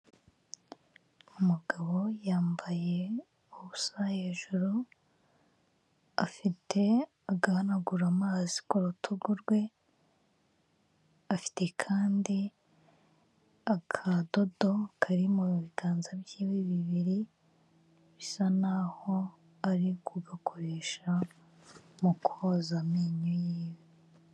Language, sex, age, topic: Kinyarwanda, female, 25-35, health